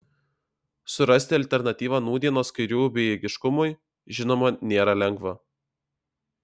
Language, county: Lithuanian, Alytus